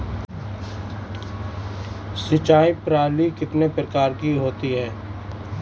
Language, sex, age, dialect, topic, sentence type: Hindi, male, 25-30, Marwari Dhudhari, agriculture, question